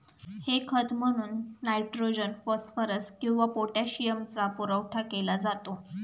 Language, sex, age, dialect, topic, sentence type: Marathi, female, 18-24, Standard Marathi, agriculture, statement